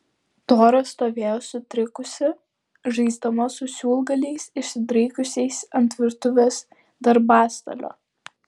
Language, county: Lithuanian, Vilnius